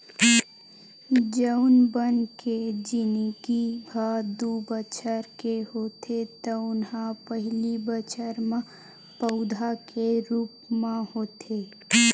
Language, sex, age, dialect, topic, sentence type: Chhattisgarhi, female, 18-24, Western/Budati/Khatahi, agriculture, statement